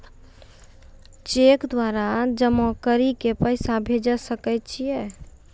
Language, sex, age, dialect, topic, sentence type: Maithili, female, 25-30, Angika, banking, question